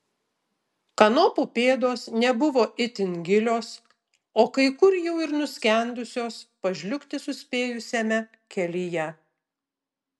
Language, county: Lithuanian, Utena